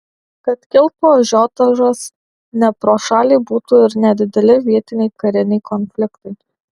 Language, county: Lithuanian, Alytus